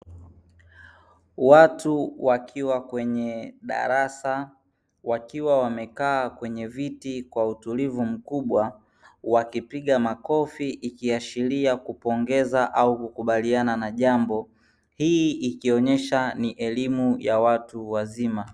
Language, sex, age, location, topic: Swahili, male, 18-24, Dar es Salaam, education